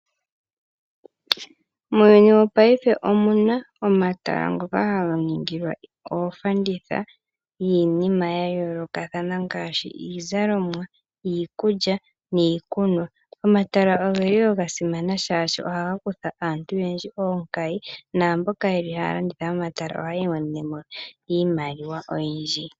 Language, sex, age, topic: Oshiwambo, female, 25-35, finance